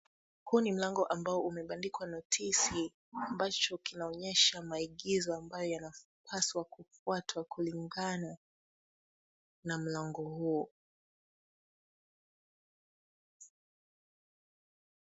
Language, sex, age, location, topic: Swahili, female, 18-24, Kisumu, education